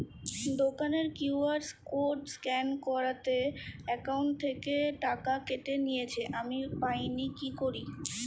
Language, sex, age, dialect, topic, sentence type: Bengali, female, 25-30, Standard Colloquial, banking, question